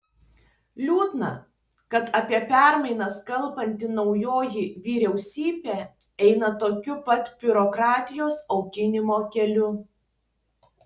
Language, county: Lithuanian, Tauragė